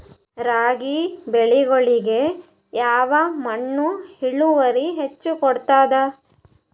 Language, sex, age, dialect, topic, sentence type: Kannada, female, 18-24, Northeastern, agriculture, question